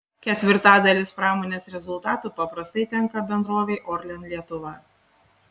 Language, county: Lithuanian, Panevėžys